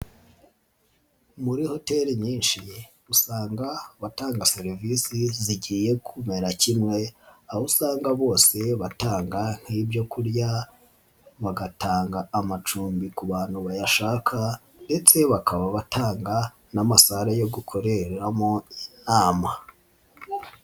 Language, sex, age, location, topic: Kinyarwanda, male, 25-35, Nyagatare, finance